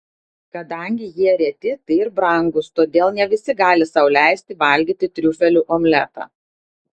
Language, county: Lithuanian, Klaipėda